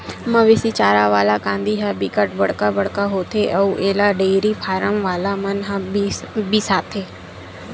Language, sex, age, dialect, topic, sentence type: Chhattisgarhi, female, 18-24, Western/Budati/Khatahi, agriculture, statement